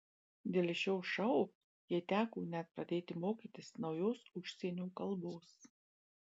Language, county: Lithuanian, Marijampolė